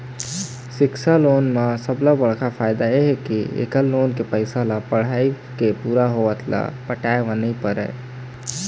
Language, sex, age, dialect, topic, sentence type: Chhattisgarhi, male, 18-24, Eastern, banking, statement